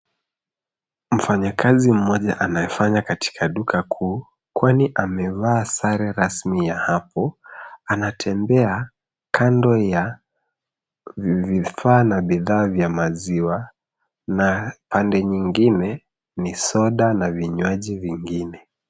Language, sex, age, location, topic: Swahili, male, 36-49, Nairobi, finance